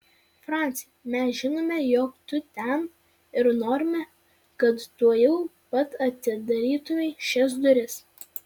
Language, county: Lithuanian, Vilnius